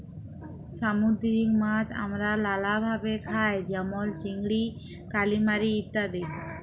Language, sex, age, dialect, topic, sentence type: Bengali, female, 25-30, Jharkhandi, agriculture, statement